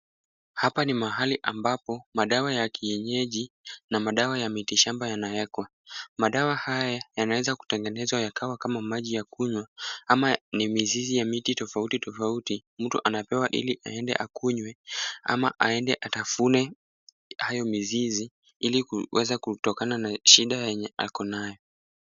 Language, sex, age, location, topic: Swahili, male, 18-24, Kisumu, health